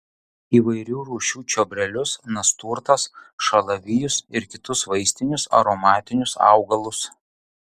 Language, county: Lithuanian, Utena